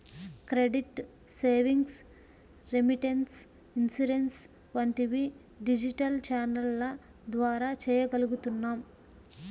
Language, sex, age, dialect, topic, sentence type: Telugu, female, 25-30, Central/Coastal, banking, statement